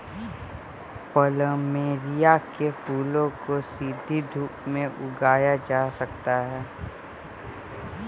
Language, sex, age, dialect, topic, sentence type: Hindi, male, 36-40, Kanauji Braj Bhasha, agriculture, statement